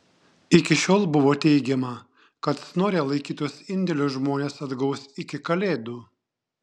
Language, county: Lithuanian, Šiauliai